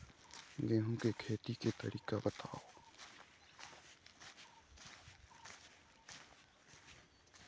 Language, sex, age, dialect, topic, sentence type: Chhattisgarhi, male, 51-55, Eastern, agriculture, question